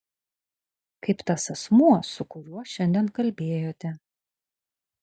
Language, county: Lithuanian, Kaunas